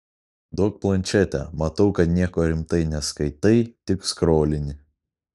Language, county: Lithuanian, Kaunas